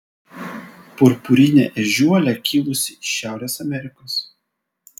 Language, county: Lithuanian, Vilnius